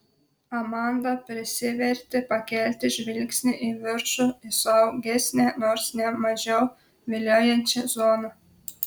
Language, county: Lithuanian, Telšiai